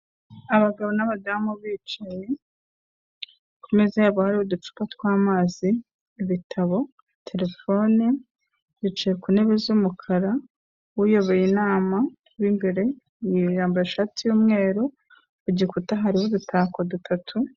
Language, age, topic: Kinyarwanda, 25-35, government